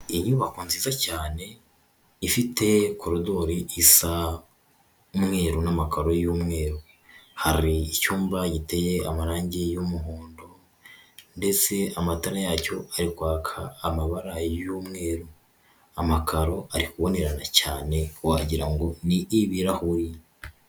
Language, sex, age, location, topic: Kinyarwanda, female, 18-24, Huye, health